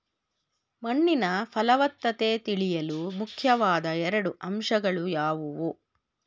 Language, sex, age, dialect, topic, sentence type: Kannada, female, 46-50, Mysore Kannada, agriculture, question